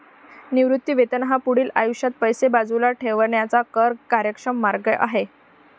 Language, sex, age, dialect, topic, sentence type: Marathi, female, 25-30, Varhadi, banking, statement